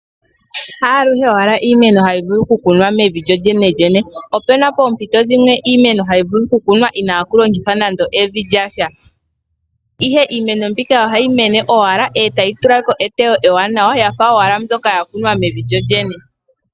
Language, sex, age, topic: Oshiwambo, female, 18-24, agriculture